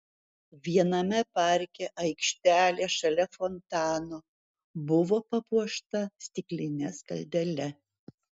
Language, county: Lithuanian, Vilnius